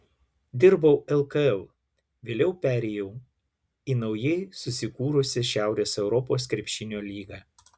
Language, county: Lithuanian, Klaipėda